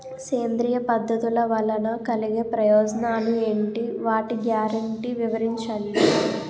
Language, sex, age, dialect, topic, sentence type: Telugu, female, 18-24, Utterandhra, agriculture, question